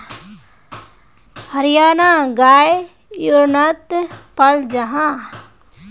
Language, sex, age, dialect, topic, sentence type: Magahi, female, 18-24, Northeastern/Surjapuri, agriculture, statement